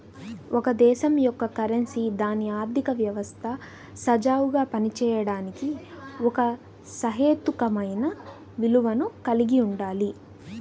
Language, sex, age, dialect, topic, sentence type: Telugu, female, 18-24, Central/Coastal, banking, statement